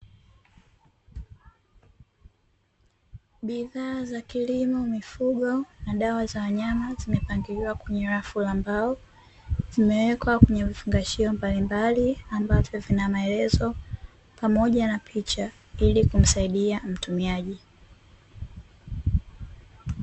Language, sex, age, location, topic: Swahili, female, 18-24, Dar es Salaam, agriculture